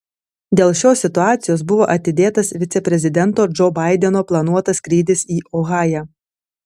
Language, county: Lithuanian, Telšiai